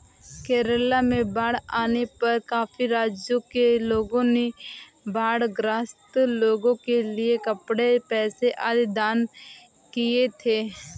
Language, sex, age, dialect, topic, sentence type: Hindi, female, 18-24, Awadhi Bundeli, banking, statement